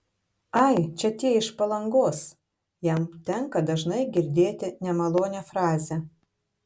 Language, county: Lithuanian, Kaunas